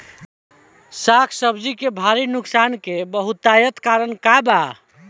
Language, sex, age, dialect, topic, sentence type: Bhojpuri, male, 25-30, Southern / Standard, agriculture, question